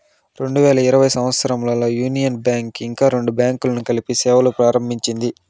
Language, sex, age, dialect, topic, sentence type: Telugu, male, 18-24, Southern, banking, statement